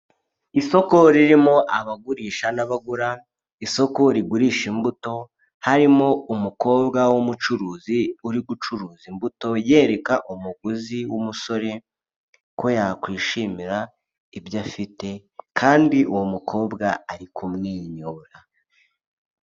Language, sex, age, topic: Kinyarwanda, male, 25-35, finance